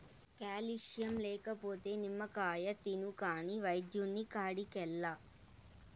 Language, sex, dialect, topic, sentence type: Telugu, female, Southern, agriculture, statement